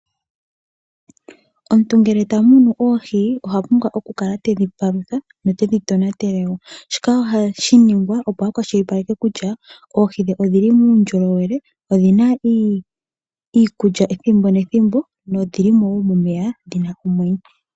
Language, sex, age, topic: Oshiwambo, female, 18-24, agriculture